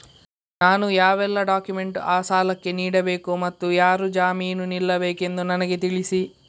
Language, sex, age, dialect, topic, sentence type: Kannada, male, 51-55, Coastal/Dakshin, banking, question